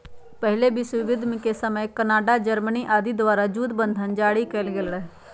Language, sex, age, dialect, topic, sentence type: Magahi, female, 31-35, Western, banking, statement